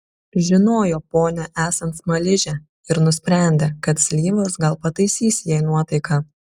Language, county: Lithuanian, Šiauliai